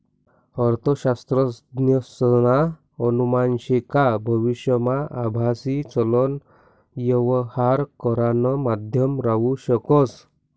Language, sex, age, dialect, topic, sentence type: Marathi, male, 60-100, Northern Konkan, banking, statement